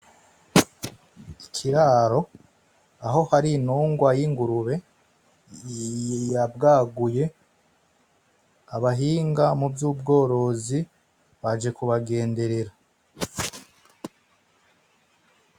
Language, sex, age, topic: Rundi, male, 25-35, agriculture